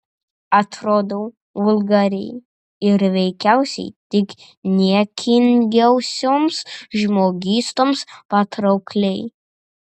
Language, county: Lithuanian, Panevėžys